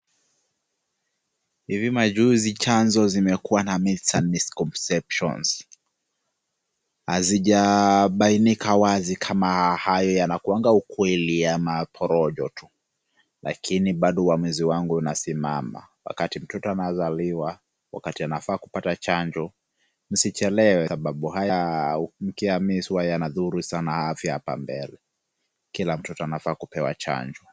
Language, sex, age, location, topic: Swahili, male, 25-35, Kisumu, health